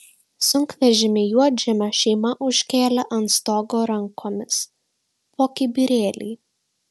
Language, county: Lithuanian, Šiauliai